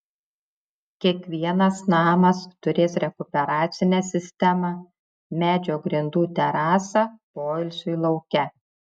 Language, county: Lithuanian, Šiauliai